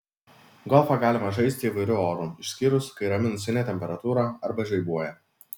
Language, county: Lithuanian, Vilnius